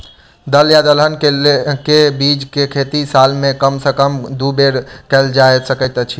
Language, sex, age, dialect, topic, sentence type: Maithili, male, 18-24, Southern/Standard, agriculture, question